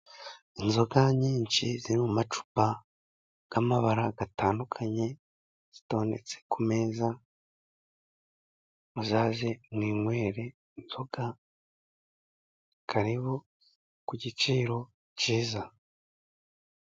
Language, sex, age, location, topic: Kinyarwanda, male, 36-49, Musanze, finance